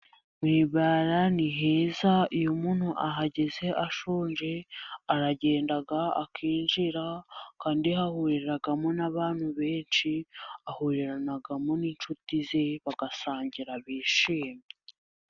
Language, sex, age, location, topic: Kinyarwanda, female, 18-24, Musanze, finance